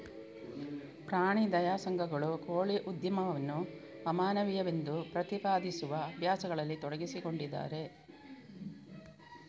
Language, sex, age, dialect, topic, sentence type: Kannada, female, 41-45, Coastal/Dakshin, agriculture, statement